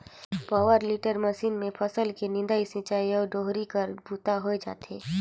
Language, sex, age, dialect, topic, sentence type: Chhattisgarhi, female, 25-30, Northern/Bhandar, agriculture, statement